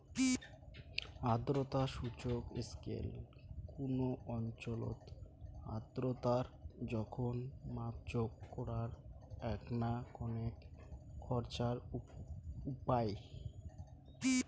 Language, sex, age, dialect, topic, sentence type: Bengali, male, 18-24, Rajbangshi, agriculture, statement